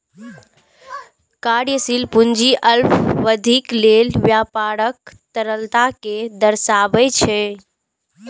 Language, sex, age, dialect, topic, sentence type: Maithili, female, 18-24, Eastern / Thethi, banking, statement